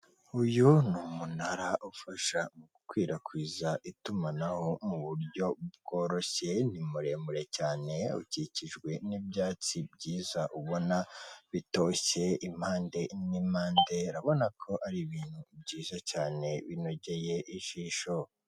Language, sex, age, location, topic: Kinyarwanda, female, 36-49, Kigali, government